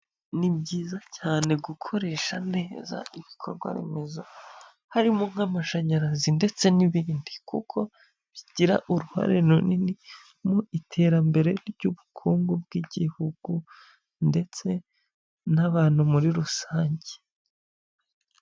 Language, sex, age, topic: Kinyarwanda, male, 25-35, government